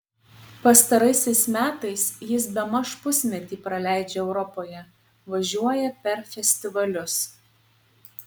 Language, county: Lithuanian, Panevėžys